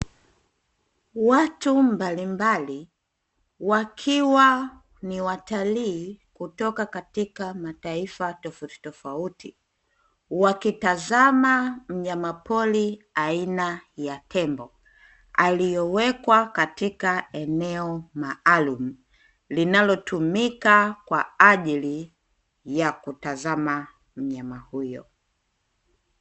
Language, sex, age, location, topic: Swahili, female, 25-35, Dar es Salaam, agriculture